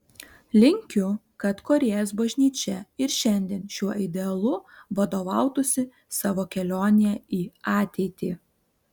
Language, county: Lithuanian, Alytus